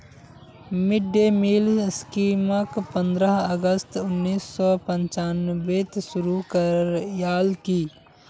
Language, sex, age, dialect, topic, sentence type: Magahi, male, 56-60, Northeastern/Surjapuri, agriculture, statement